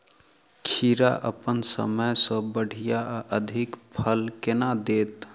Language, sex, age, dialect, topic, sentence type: Maithili, male, 36-40, Southern/Standard, agriculture, question